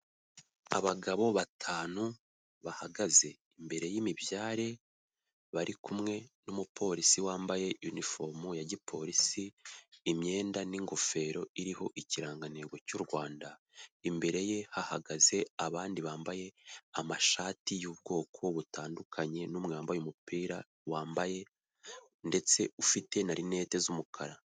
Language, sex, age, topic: Kinyarwanda, male, 18-24, government